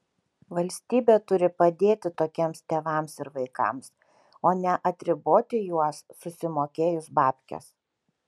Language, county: Lithuanian, Kaunas